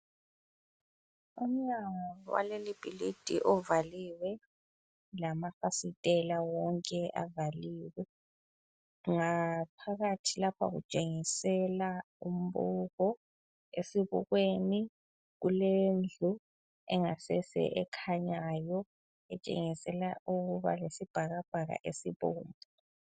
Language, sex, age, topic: North Ndebele, female, 25-35, education